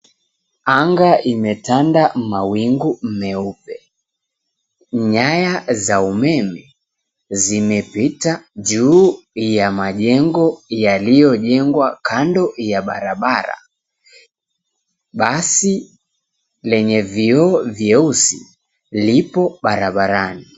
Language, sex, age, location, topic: Swahili, female, 18-24, Mombasa, government